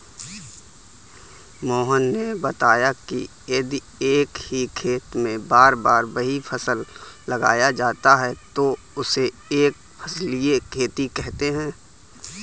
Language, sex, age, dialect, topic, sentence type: Hindi, male, 18-24, Kanauji Braj Bhasha, agriculture, statement